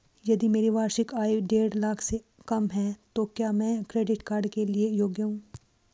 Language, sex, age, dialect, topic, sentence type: Hindi, female, 18-24, Hindustani Malvi Khadi Boli, banking, question